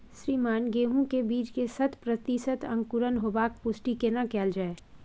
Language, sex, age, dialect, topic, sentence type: Maithili, female, 18-24, Bajjika, agriculture, question